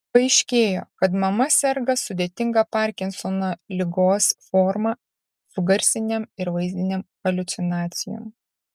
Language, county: Lithuanian, Šiauliai